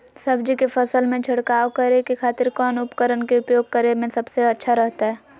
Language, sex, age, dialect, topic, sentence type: Magahi, female, 18-24, Southern, agriculture, question